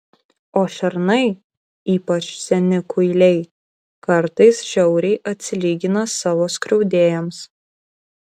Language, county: Lithuanian, Kaunas